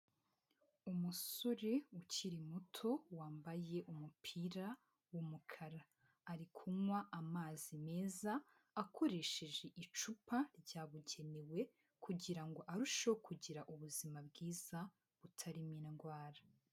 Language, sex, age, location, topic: Kinyarwanda, female, 18-24, Huye, health